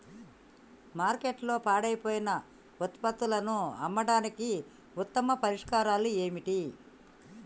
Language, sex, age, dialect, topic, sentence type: Telugu, female, 31-35, Telangana, agriculture, statement